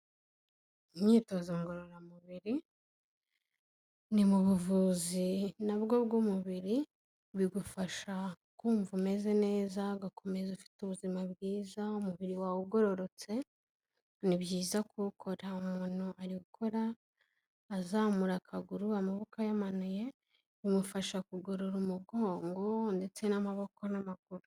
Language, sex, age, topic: Kinyarwanda, female, 18-24, health